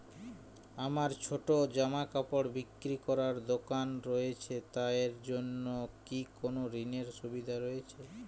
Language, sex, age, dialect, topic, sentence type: Bengali, male, 25-30, Jharkhandi, banking, question